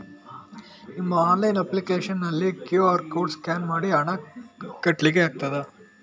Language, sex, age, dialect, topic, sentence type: Kannada, male, 18-24, Coastal/Dakshin, banking, question